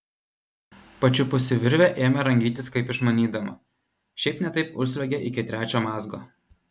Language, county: Lithuanian, Vilnius